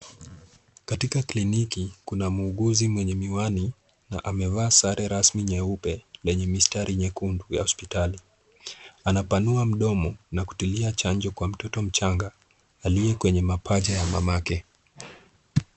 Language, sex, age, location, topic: Swahili, male, 18-24, Kisumu, health